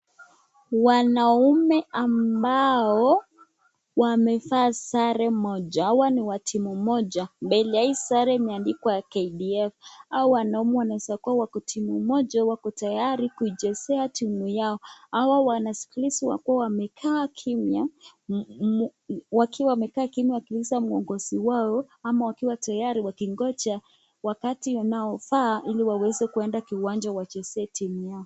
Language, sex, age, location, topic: Swahili, female, 18-24, Nakuru, government